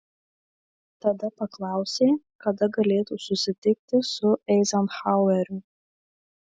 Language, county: Lithuanian, Marijampolė